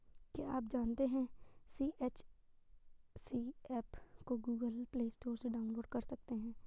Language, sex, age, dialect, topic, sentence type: Hindi, female, 51-55, Garhwali, agriculture, statement